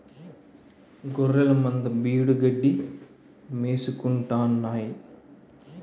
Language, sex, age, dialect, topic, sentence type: Telugu, male, 31-35, Utterandhra, agriculture, statement